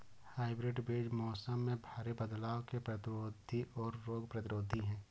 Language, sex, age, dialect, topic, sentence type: Hindi, male, 18-24, Awadhi Bundeli, agriculture, statement